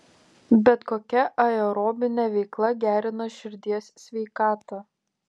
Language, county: Lithuanian, Panevėžys